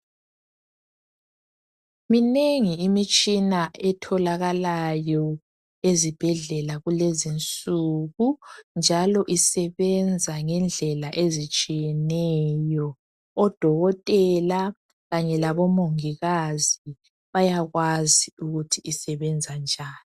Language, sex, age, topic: North Ndebele, male, 25-35, health